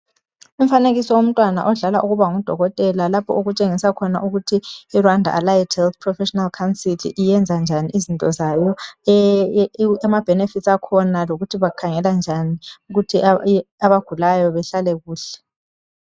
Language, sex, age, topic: North Ndebele, male, 25-35, health